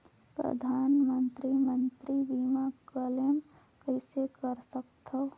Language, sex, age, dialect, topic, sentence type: Chhattisgarhi, female, 18-24, Northern/Bhandar, banking, question